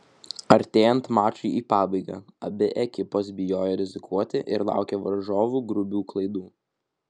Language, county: Lithuanian, Vilnius